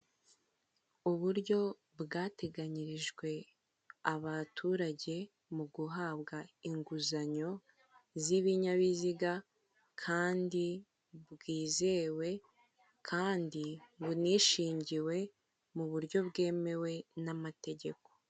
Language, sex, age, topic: Kinyarwanda, female, 18-24, finance